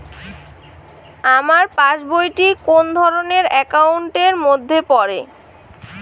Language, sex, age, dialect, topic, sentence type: Bengali, female, 18-24, Rajbangshi, banking, question